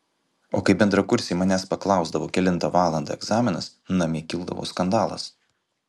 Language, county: Lithuanian, Kaunas